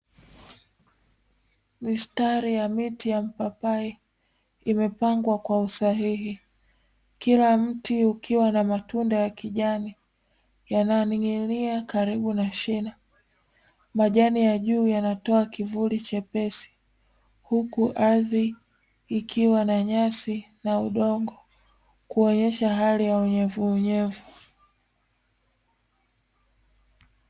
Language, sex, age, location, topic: Swahili, female, 18-24, Dar es Salaam, agriculture